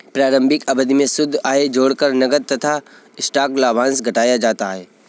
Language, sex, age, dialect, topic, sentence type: Hindi, male, 25-30, Kanauji Braj Bhasha, banking, statement